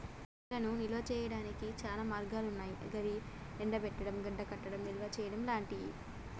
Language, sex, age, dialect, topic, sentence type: Telugu, female, 18-24, Telangana, agriculture, statement